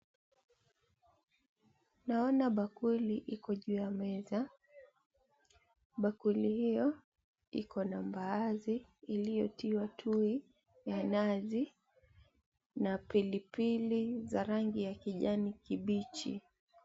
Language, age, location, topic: Swahili, 18-24, Mombasa, agriculture